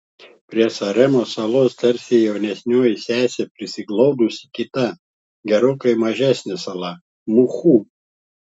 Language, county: Lithuanian, Klaipėda